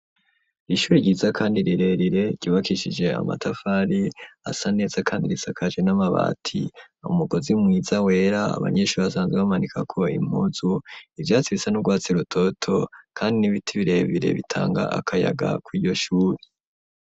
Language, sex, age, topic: Rundi, female, 18-24, education